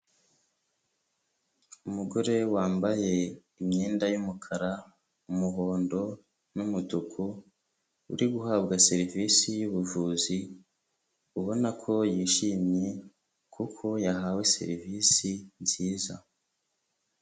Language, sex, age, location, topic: Kinyarwanda, male, 25-35, Huye, health